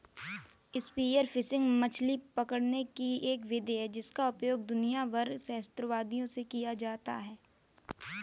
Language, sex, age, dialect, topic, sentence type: Hindi, female, 18-24, Kanauji Braj Bhasha, agriculture, statement